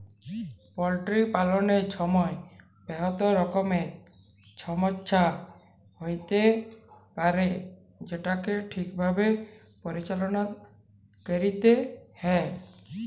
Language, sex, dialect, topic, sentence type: Bengali, male, Jharkhandi, agriculture, statement